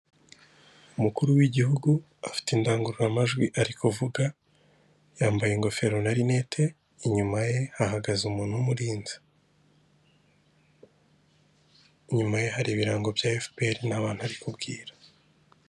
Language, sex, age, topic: Kinyarwanda, male, 25-35, government